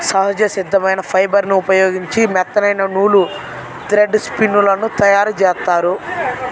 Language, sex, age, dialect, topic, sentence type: Telugu, male, 18-24, Central/Coastal, agriculture, statement